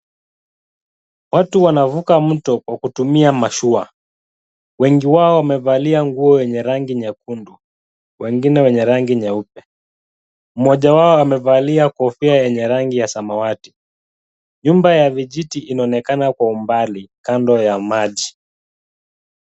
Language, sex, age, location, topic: Swahili, male, 25-35, Kisumu, health